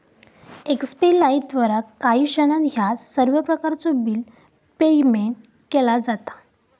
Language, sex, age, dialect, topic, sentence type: Marathi, female, 18-24, Southern Konkan, banking, statement